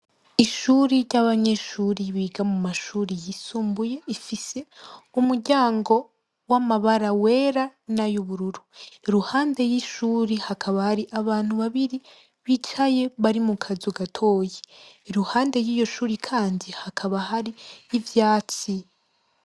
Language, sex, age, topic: Rundi, female, 18-24, education